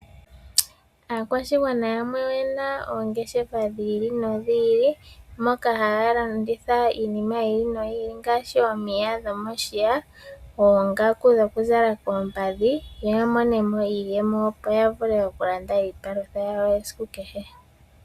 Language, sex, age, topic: Oshiwambo, female, 25-35, finance